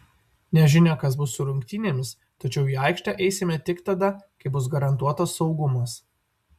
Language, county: Lithuanian, Vilnius